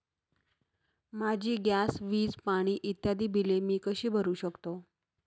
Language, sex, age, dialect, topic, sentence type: Marathi, female, 36-40, Northern Konkan, banking, question